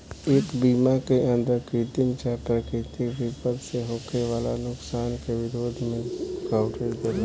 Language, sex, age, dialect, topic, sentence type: Bhojpuri, male, 18-24, Southern / Standard, banking, statement